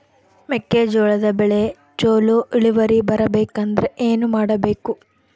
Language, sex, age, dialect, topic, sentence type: Kannada, female, 18-24, Central, agriculture, question